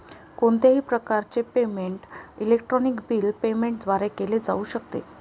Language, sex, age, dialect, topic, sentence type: Marathi, female, 18-24, Varhadi, banking, statement